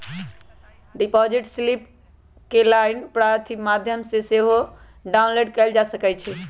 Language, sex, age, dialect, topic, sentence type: Magahi, male, 25-30, Western, banking, statement